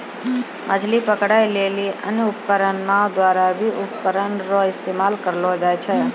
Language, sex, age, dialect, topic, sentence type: Maithili, female, 36-40, Angika, agriculture, statement